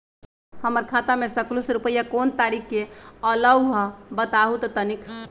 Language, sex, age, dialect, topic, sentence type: Magahi, male, 25-30, Western, banking, question